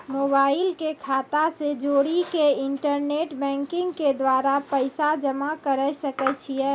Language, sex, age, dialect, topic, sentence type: Maithili, female, 18-24, Angika, banking, question